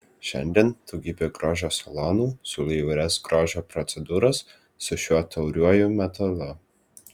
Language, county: Lithuanian, Vilnius